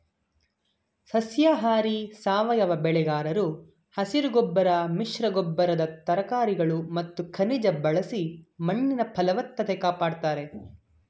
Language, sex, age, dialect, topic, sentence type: Kannada, male, 18-24, Mysore Kannada, agriculture, statement